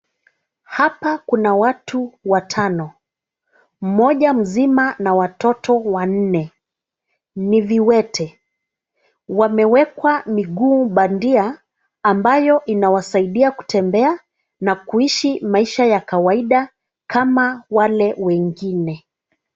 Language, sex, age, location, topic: Swahili, female, 36-49, Nairobi, education